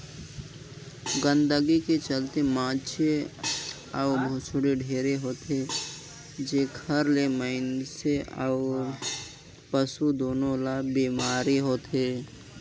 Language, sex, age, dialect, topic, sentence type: Chhattisgarhi, male, 56-60, Northern/Bhandar, agriculture, statement